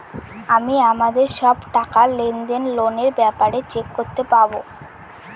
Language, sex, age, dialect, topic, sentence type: Bengali, female, 18-24, Northern/Varendri, banking, statement